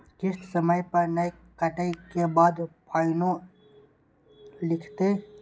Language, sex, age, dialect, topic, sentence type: Maithili, male, 18-24, Eastern / Thethi, banking, question